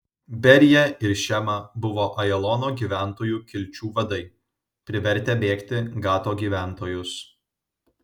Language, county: Lithuanian, Vilnius